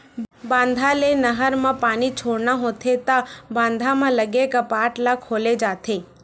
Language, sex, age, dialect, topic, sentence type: Chhattisgarhi, female, 18-24, Western/Budati/Khatahi, agriculture, statement